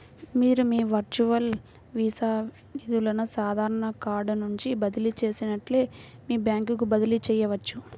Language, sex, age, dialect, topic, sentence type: Telugu, female, 18-24, Central/Coastal, banking, statement